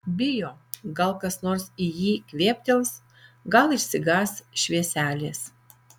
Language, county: Lithuanian, Alytus